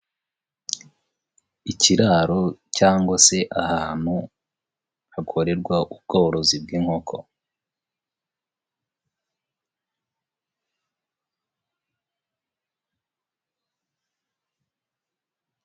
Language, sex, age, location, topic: Kinyarwanda, male, 18-24, Nyagatare, agriculture